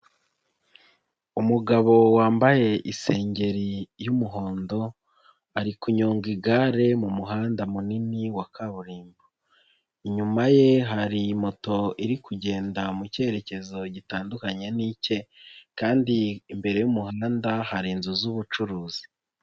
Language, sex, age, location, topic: Kinyarwanda, female, 25-35, Nyagatare, government